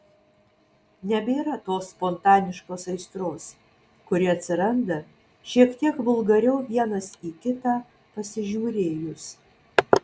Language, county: Lithuanian, Vilnius